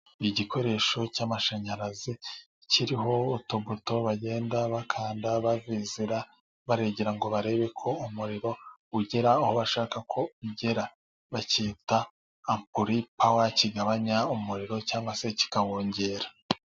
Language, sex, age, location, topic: Kinyarwanda, male, 25-35, Musanze, government